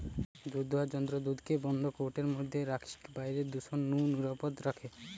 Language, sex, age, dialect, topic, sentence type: Bengali, male, 18-24, Western, agriculture, statement